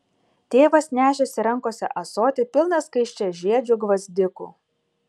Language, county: Lithuanian, Kaunas